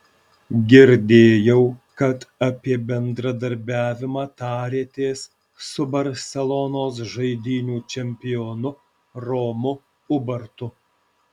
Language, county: Lithuanian, Alytus